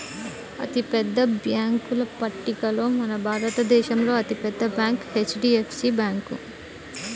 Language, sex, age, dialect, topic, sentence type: Telugu, female, 25-30, Central/Coastal, banking, statement